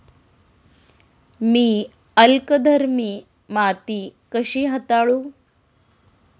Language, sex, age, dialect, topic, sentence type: Marathi, female, 36-40, Standard Marathi, agriculture, question